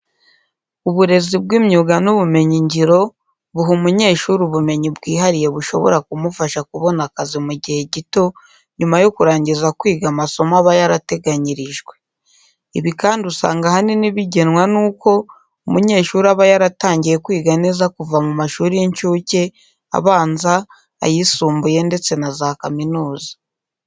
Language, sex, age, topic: Kinyarwanda, female, 18-24, education